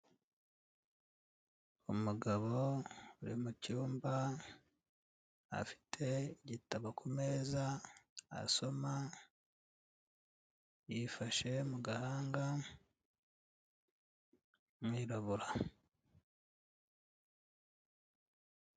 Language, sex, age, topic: Kinyarwanda, male, 36-49, health